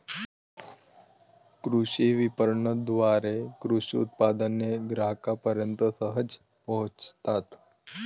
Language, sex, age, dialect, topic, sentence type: Marathi, male, 18-24, Varhadi, agriculture, statement